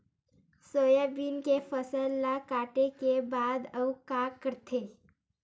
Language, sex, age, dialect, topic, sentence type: Chhattisgarhi, female, 18-24, Western/Budati/Khatahi, agriculture, question